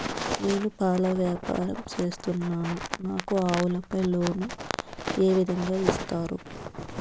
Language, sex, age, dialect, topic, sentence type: Telugu, female, 25-30, Southern, banking, question